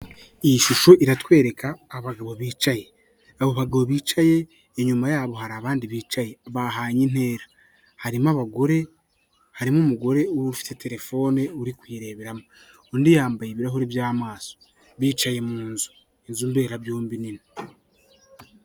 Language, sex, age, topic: Kinyarwanda, male, 18-24, government